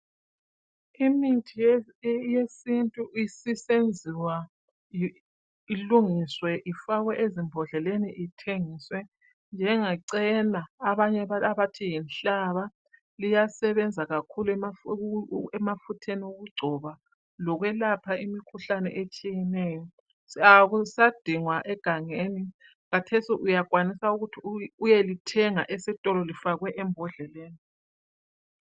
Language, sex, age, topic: North Ndebele, female, 50+, health